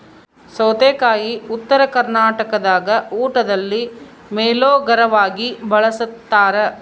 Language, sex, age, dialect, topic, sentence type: Kannada, female, 31-35, Central, agriculture, statement